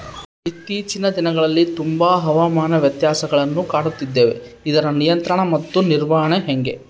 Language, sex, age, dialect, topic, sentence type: Kannada, male, 31-35, Central, agriculture, question